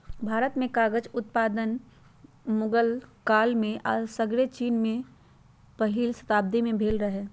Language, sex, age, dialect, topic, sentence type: Magahi, female, 31-35, Western, agriculture, statement